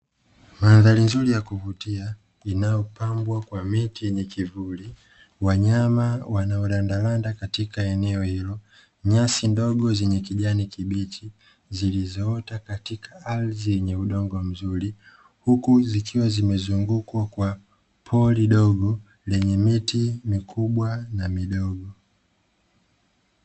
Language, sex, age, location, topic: Swahili, male, 25-35, Dar es Salaam, agriculture